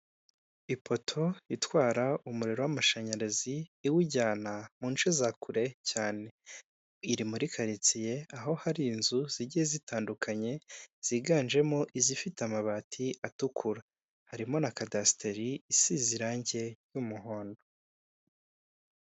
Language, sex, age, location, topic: Kinyarwanda, male, 25-35, Kigali, government